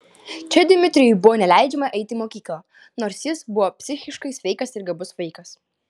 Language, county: Lithuanian, Klaipėda